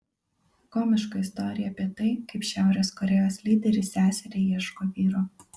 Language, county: Lithuanian, Kaunas